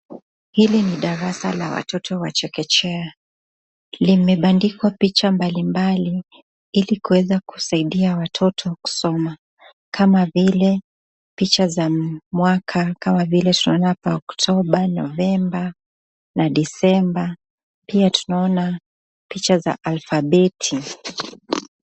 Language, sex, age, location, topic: Swahili, female, 25-35, Nakuru, education